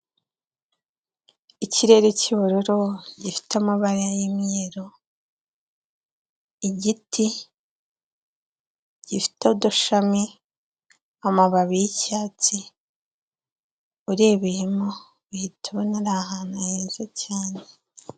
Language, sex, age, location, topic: Kinyarwanda, female, 18-24, Kigali, health